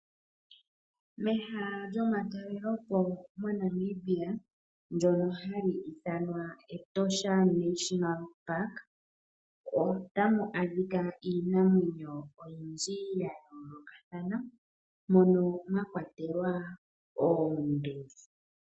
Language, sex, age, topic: Oshiwambo, female, 18-24, agriculture